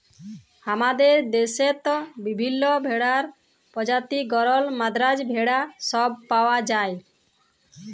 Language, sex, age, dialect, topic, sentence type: Bengali, female, 31-35, Jharkhandi, agriculture, statement